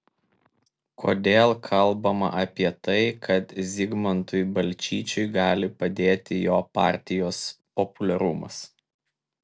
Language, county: Lithuanian, Vilnius